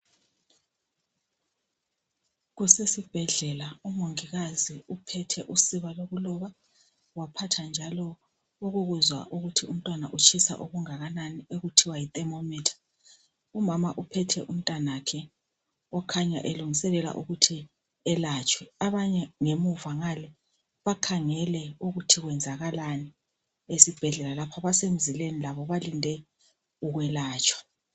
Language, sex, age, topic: North Ndebele, female, 36-49, health